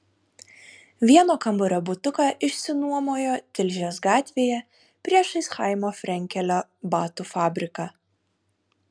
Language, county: Lithuanian, Kaunas